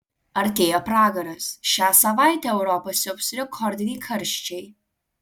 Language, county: Lithuanian, Alytus